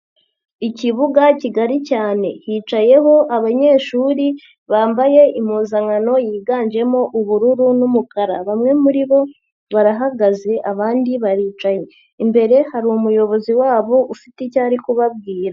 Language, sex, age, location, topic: Kinyarwanda, female, 50+, Nyagatare, education